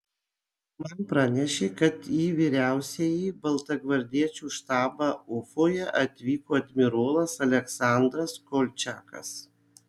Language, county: Lithuanian, Kaunas